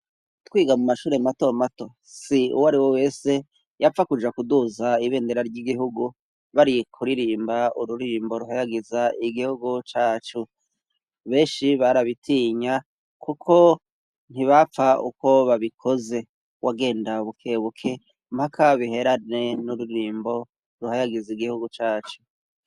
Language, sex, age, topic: Rundi, male, 36-49, education